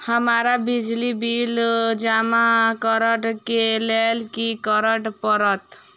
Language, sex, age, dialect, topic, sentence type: Maithili, female, 18-24, Southern/Standard, banking, question